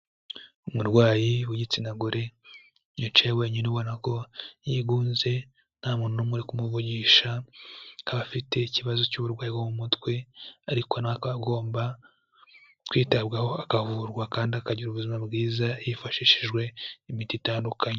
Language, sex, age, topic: Kinyarwanda, male, 18-24, health